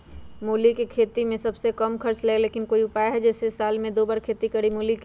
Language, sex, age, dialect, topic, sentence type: Magahi, female, 46-50, Western, agriculture, question